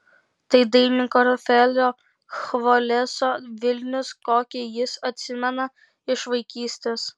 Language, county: Lithuanian, Kaunas